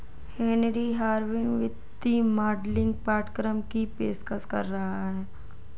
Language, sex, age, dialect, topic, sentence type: Hindi, female, 18-24, Marwari Dhudhari, banking, statement